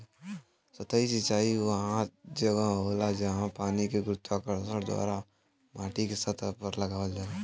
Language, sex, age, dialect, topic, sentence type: Bhojpuri, male, <18, Western, agriculture, statement